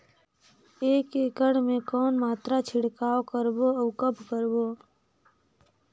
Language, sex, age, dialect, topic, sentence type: Chhattisgarhi, female, 18-24, Northern/Bhandar, agriculture, question